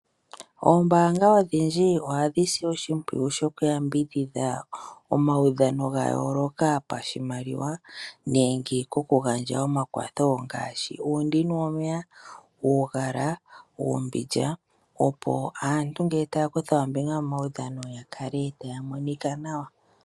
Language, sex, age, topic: Oshiwambo, female, 25-35, finance